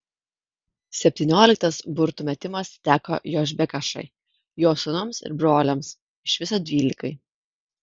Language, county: Lithuanian, Kaunas